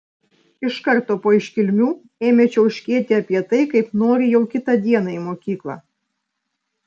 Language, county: Lithuanian, Vilnius